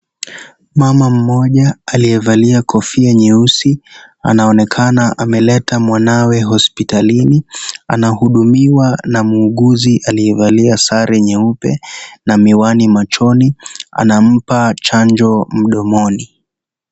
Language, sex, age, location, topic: Swahili, male, 18-24, Kisii, health